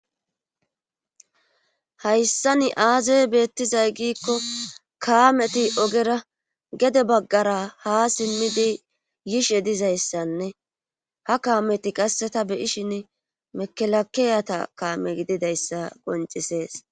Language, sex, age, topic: Gamo, female, 25-35, government